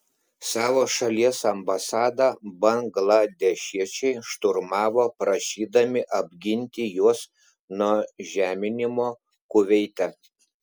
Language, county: Lithuanian, Klaipėda